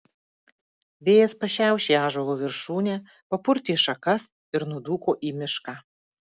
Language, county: Lithuanian, Marijampolė